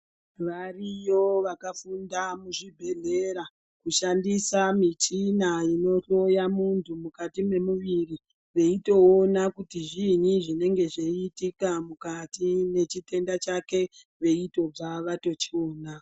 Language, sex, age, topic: Ndau, male, 36-49, health